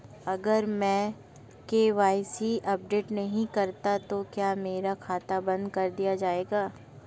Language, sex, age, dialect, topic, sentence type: Hindi, male, 25-30, Marwari Dhudhari, banking, question